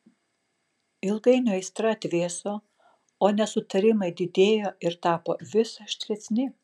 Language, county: Lithuanian, Kaunas